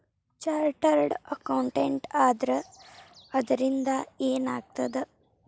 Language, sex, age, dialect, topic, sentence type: Kannada, female, 18-24, Dharwad Kannada, banking, statement